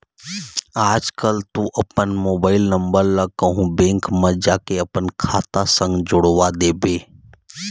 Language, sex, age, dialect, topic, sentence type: Chhattisgarhi, male, 31-35, Eastern, banking, statement